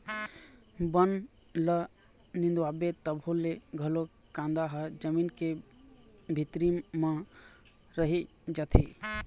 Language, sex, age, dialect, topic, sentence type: Chhattisgarhi, male, 25-30, Eastern, agriculture, statement